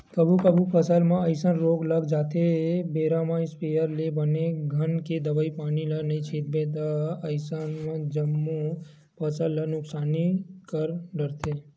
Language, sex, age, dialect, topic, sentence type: Chhattisgarhi, male, 18-24, Western/Budati/Khatahi, agriculture, statement